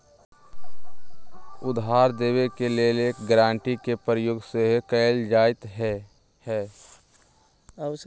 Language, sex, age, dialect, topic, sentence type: Magahi, male, 18-24, Western, banking, statement